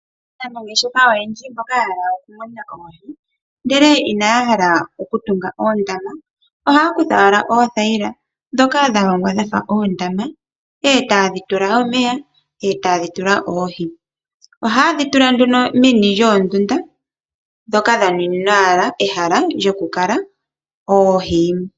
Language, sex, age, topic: Oshiwambo, female, 25-35, agriculture